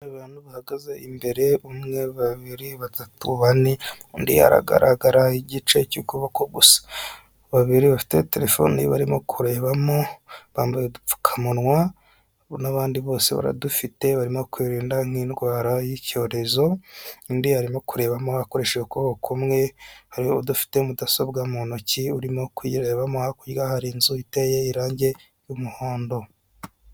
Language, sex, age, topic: Kinyarwanda, male, 25-35, government